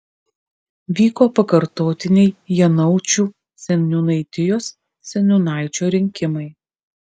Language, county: Lithuanian, Kaunas